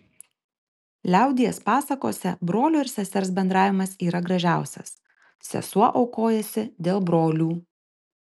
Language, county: Lithuanian, Panevėžys